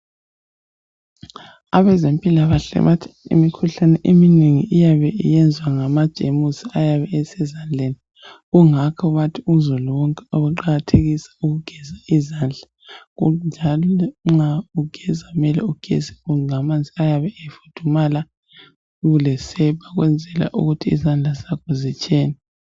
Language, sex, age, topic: North Ndebele, female, 25-35, health